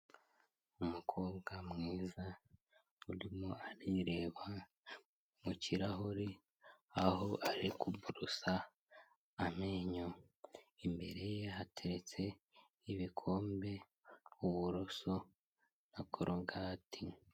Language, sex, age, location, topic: Kinyarwanda, male, 18-24, Kigali, health